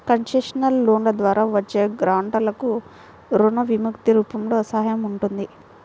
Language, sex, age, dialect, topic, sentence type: Telugu, female, 18-24, Central/Coastal, banking, statement